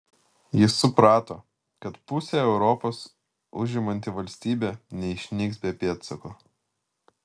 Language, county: Lithuanian, Vilnius